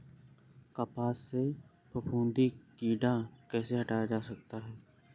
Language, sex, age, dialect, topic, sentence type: Hindi, male, 25-30, Awadhi Bundeli, agriculture, question